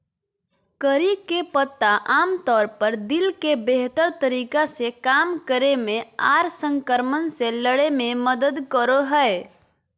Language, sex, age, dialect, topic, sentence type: Magahi, female, 41-45, Southern, agriculture, statement